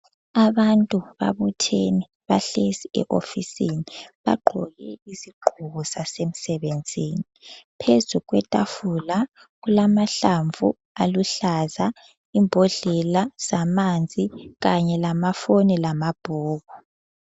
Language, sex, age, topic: North Ndebele, female, 18-24, health